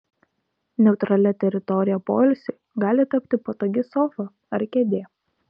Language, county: Lithuanian, Kaunas